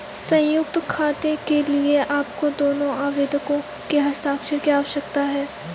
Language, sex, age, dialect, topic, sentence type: Hindi, female, 18-24, Kanauji Braj Bhasha, banking, statement